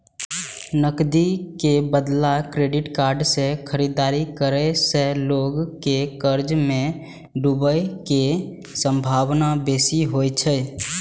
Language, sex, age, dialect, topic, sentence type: Maithili, male, 18-24, Eastern / Thethi, banking, statement